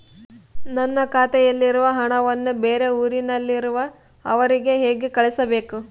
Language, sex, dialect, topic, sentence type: Kannada, female, Central, banking, question